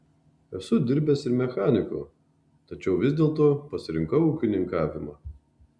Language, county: Lithuanian, Marijampolė